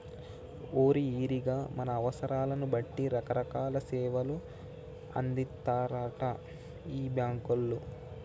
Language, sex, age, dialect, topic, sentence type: Telugu, male, 18-24, Telangana, banking, statement